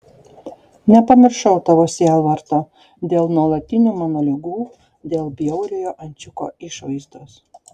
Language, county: Lithuanian, Šiauliai